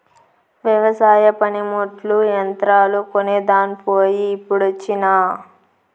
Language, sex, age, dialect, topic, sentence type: Telugu, female, 25-30, Southern, agriculture, statement